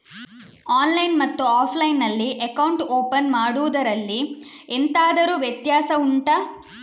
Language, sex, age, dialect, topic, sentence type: Kannada, female, 56-60, Coastal/Dakshin, banking, question